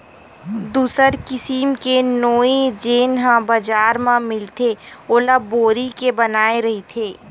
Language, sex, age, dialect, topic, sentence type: Chhattisgarhi, female, 25-30, Western/Budati/Khatahi, agriculture, statement